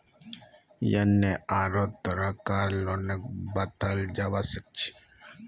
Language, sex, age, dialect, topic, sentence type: Magahi, male, 25-30, Northeastern/Surjapuri, banking, statement